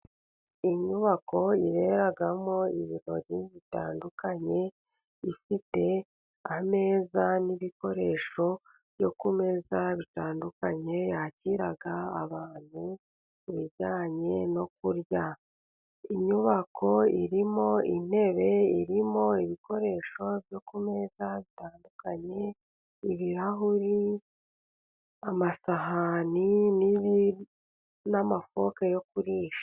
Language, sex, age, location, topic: Kinyarwanda, male, 36-49, Burera, finance